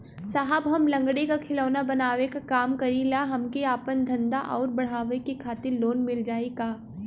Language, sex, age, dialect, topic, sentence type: Bhojpuri, female, 18-24, Western, banking, question